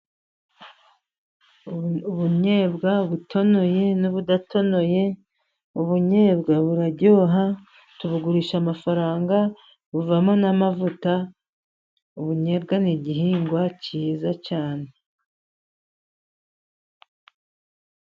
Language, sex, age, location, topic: Kinyarwanda, female, 50+, Musanze, agriculture